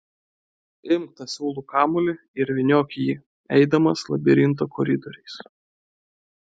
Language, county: Lithuanian, Klaipėda